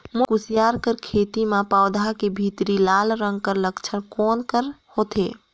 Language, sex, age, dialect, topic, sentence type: Chhattisgarhi, female, 18-24, Northern/Bhandar, agriculture, question